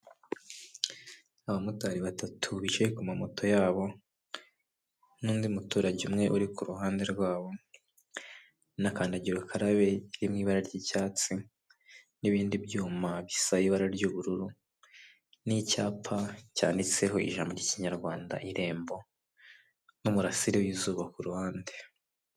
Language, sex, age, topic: Kinyarwanda, male, 18-24, government